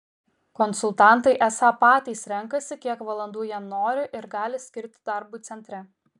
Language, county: Lithuanian, Kaunas